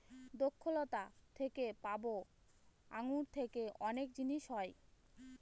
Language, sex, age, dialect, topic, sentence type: Bengali, female, 25-30, Northern/Varendri, agriculture, statement